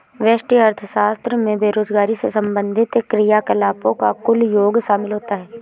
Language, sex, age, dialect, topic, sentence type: Hindi, female, 18-24, Awadhi Bundeli, banking, statement